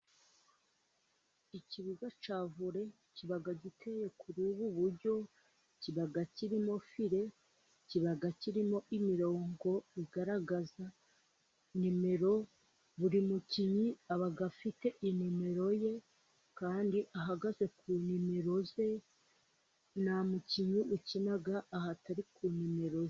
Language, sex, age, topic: Kinyarwanda, female, 25-35, government